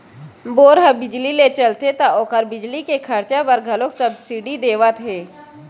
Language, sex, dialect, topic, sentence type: Chhattisgarhi, female, Western/Budati/Khatahi, agriculture, statement